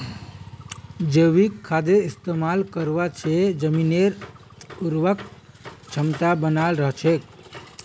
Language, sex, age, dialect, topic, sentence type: Magahi, male, 18-24, Northeastern/Surjapuri, agriculture, statement